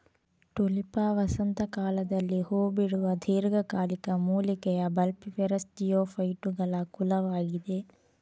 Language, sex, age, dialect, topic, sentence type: Kannada, female, 18-24, Coastal/Dakshin, agriculture, statement